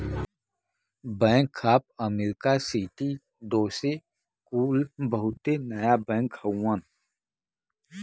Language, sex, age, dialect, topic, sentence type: Bhojpuri, male, 41-45, Western, banking, statement